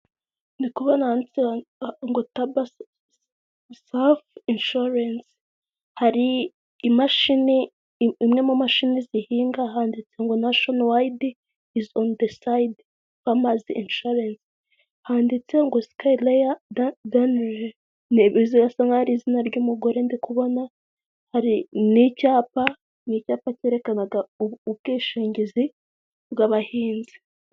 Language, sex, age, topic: Kinyarwanda, female, 18-24, finance